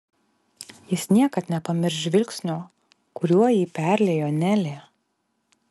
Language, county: Lithuanian, Alytus